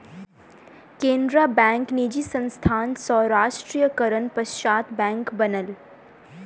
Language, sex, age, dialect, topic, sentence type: Maithili, female, 18-24, Southern/Standard, banking, statement